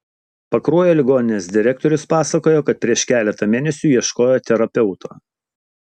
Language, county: Lithuanian, Utena